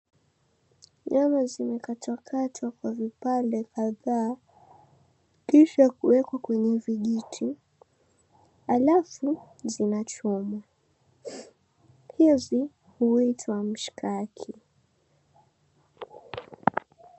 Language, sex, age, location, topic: Swahili, female, 18-24, Mombasa, agriculture